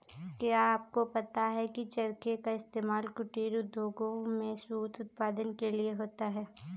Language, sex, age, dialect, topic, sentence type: Hindi, female, 18-24, Marwari Dhudhari, agriculture, statement